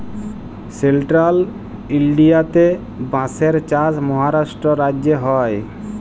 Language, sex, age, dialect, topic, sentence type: Bengali, male, 25-30, Jharkhandi, agriculture, statement